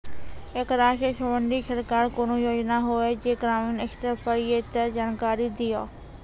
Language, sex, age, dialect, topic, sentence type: Maithili, female, 18-24, Angika, banking, question